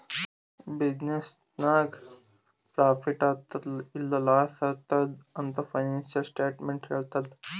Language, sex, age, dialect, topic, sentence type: Kannada, male, 25-30, Northeastern, banking, statement